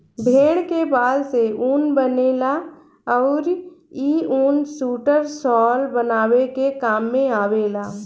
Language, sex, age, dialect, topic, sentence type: Bhojpuri, female, 25-30, Southern / Standard, agriculture, statement